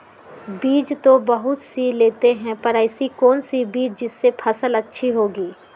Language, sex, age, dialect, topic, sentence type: Magahi, female, 25-30, Western, agriculture, question